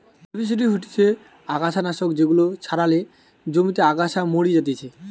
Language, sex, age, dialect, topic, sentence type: Bengali, male, 18-24, Western, agriculture, statement